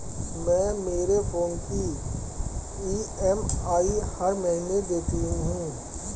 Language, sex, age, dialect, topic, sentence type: Hindi, female, 25-30, Hindustani Malvi Khadi Boli, banking, statement